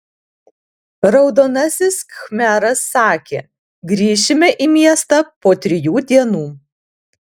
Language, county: Lithuanian, Alytus